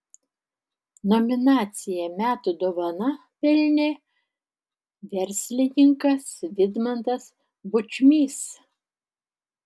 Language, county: Lithuanian, Tauragė